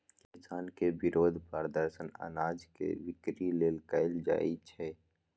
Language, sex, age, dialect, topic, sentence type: Magahi, male, 25-30, Western, agriculture, statement